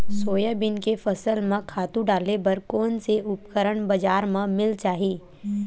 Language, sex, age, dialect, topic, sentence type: Chhattisgarhi, female, 18-24, Western/Budati/Khatahi, agriculture, question